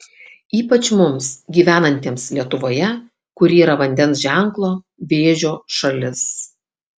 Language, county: Lithuanian, Kaunas